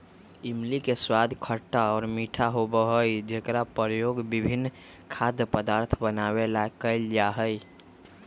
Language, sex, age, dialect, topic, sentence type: Magahi, female, 25-30, Western, agriculture, statement